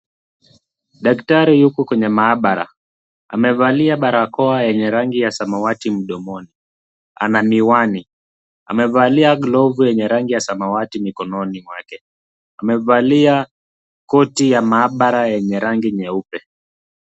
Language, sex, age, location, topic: Swahili, male, 25-35, Kisumu, agriculture